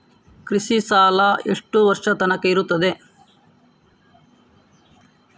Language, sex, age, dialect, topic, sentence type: Kannada, male, 18-24, Coastal/Dakshin, banking, question